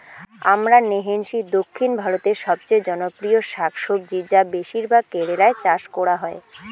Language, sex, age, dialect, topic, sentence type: Bengali, female, 18-24, Rajbangshi, agriculture, question